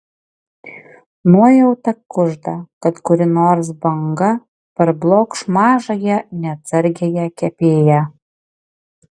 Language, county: Lithuanian, Klaipėda